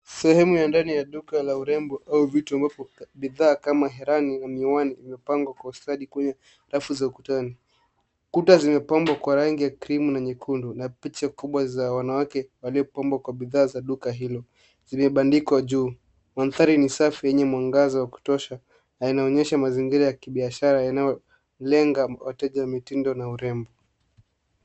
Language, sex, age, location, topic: Swahili, male, 18-24, Nairobi, finance